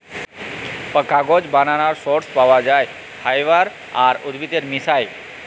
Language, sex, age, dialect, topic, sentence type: Bengali, male, 18-24, Jharkhandi, agriculture, statement